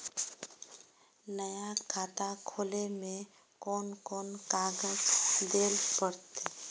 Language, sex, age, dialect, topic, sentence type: Magahi, female, 25-30, Northeastern/Surjapuri, banking, question